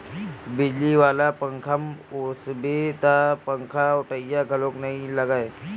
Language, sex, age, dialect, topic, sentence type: Chhattisgarhi, male, 60-100, Western/Budati/Khatahi, agriculture, statement